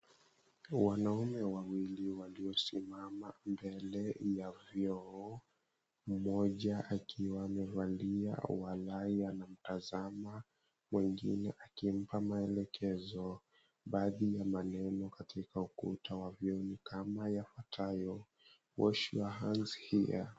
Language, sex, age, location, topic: Swahili, male, 18-24, Mombasa, health